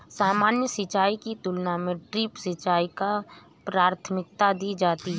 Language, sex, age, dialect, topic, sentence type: Hindi, female, 31-35, Awadhi Bundeli, agriculture, statement